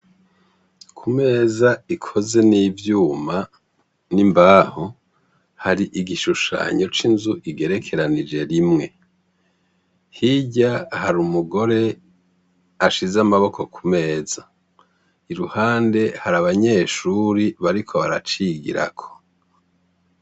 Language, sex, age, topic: Rundi, male, 50+, education